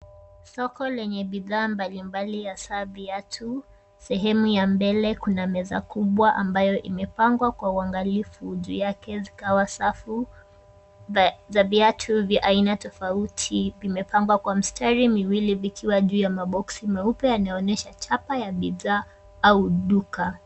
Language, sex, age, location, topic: Swahili, female, 18-24, Kisumu, finance